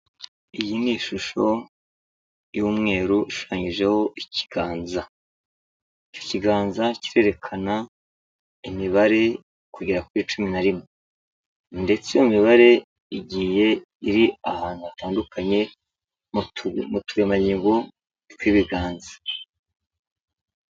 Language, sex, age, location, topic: Kinyarwanda, male, 36-49, Kigali, health